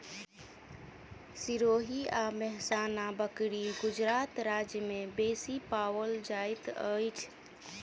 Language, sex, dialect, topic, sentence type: Maithili, male, Southern/Standard, agriculture, statement